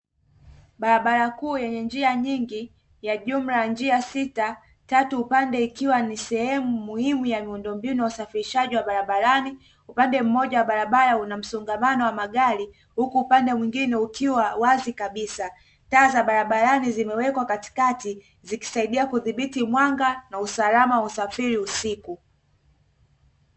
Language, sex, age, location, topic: Swahili, female, 18-24, Dar es Salaam, government